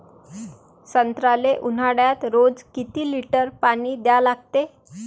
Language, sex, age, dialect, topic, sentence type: Marathi, female, 25-30, Varhadi, agriculture, question